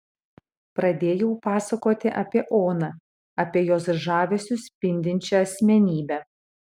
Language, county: Lithuanian, Utena